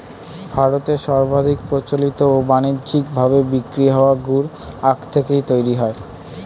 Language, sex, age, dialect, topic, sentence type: Bengali, male, 18-24, Standard Colloquial, agriculture, statement